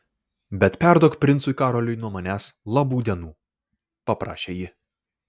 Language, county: Lithuanian, Vilnius